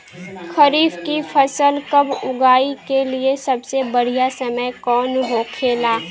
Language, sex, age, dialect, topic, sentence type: Bhojpuri, female, <18, Western, agriculture, question